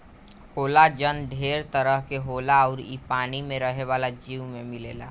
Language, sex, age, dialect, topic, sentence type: Bhojpuri, male, 18-24, Southern / Standard, agriculture, statement